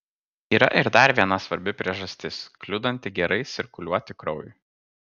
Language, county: Lithuanian, Kaunas